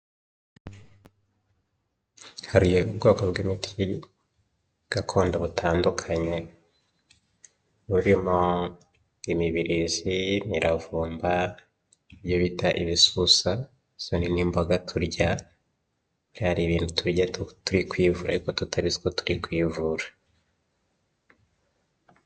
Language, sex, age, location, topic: Kinyarwanda, male, 25-35, Huye, health